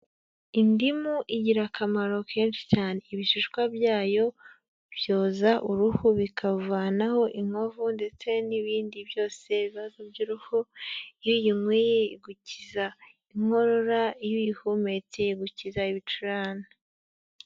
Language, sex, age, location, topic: Kinyarwanda, female, 18-24, Huye, health